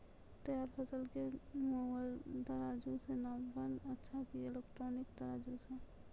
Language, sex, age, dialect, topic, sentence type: Maithili, female, 25-30, Angika, agriculture, question